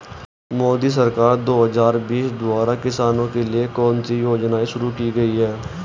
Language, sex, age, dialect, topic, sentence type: Hindi, male, 18-24, Hindustani Malvi Khadi Boli, agriculture, question